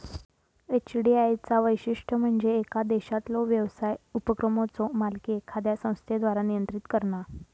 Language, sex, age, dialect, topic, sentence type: Marathi, female, 18-24, Southern Konkan, banking, statement